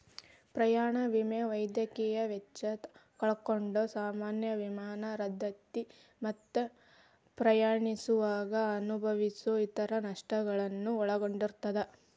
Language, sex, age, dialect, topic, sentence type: Kannada, female, 18-24, Dharwad Kannada, banking, statement